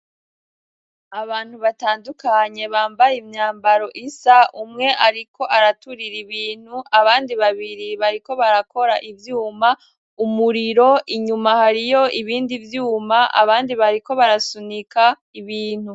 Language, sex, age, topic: Rundi, female, 18-24, education